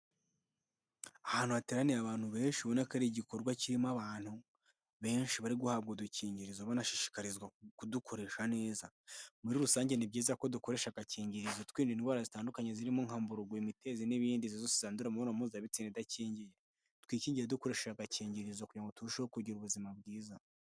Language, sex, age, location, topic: Kinyarwanda, male, 18-24, Nyagatare, health